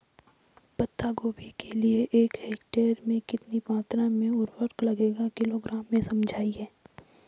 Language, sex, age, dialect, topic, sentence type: Hindi, female, 25-30, Garhwali, agriculture, question